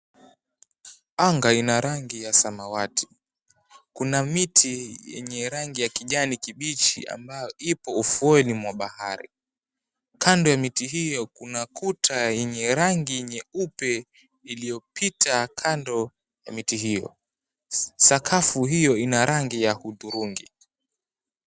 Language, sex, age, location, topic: Swahili, male, 18-24, Mombasa, government